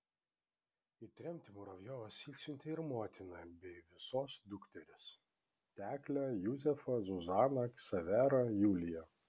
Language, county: Lithuanian, Vilnius